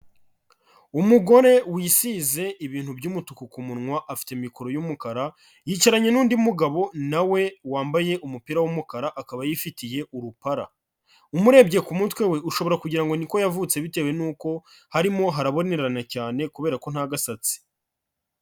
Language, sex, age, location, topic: Kinyarwanda, male, 25-35, Kigali, health